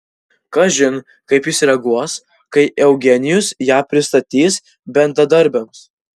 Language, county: Lithuanian, Vilnius